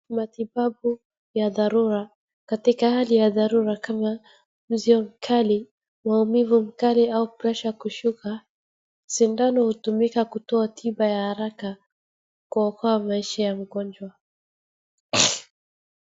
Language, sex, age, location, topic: Swahili, female, 36-49, Wajir, health